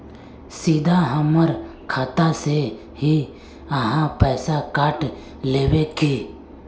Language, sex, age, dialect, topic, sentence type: Magahi, male, 18-24, Northeastern/Surjapuri, banking, question